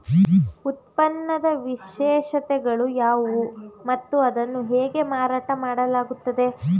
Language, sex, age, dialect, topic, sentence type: Kannada, female, 18-24, Mysore Kannada, agriculture, question